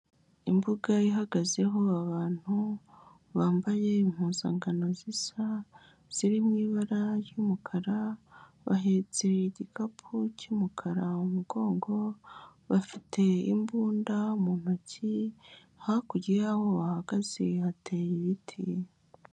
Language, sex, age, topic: Kinyarwanda, male, 18-24, government